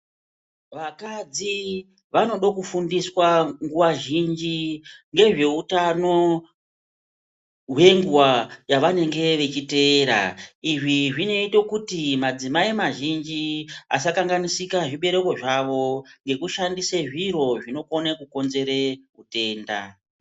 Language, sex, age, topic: Ndau, male, 36-49, health